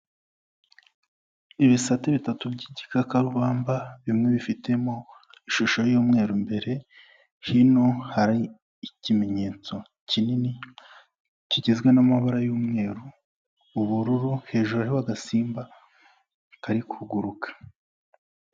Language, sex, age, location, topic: Kinyarwanda, male, 18-24, Kigali, health